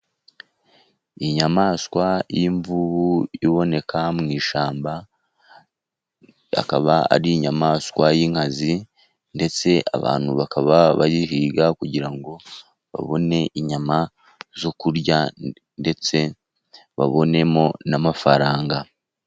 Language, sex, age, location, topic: Kinyarwanda, male, 50+, Musanze, agriculture